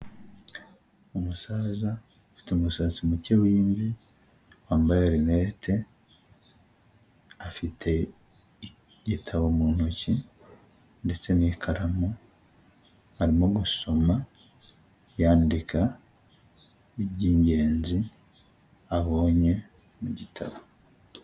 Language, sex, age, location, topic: Kinyarwanda, male, 25-35, Huye, health